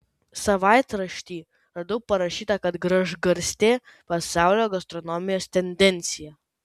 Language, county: Lithuanian, Kaunas